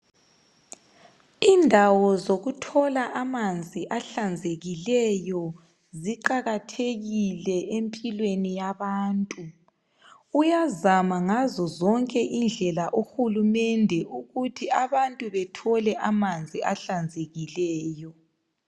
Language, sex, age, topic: North Ndebele, female, 25-35, health